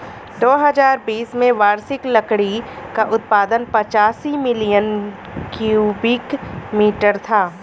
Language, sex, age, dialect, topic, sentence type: Hindi, female, 25-30, Awadhi Bundeli, agriculture, statement